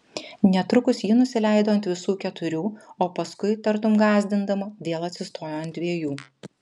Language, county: Lithuanian, Vilnius